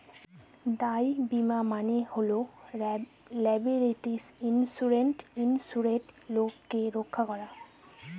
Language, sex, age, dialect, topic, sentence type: Bengali, female, 18-24, Northern/Varendri, banking, statement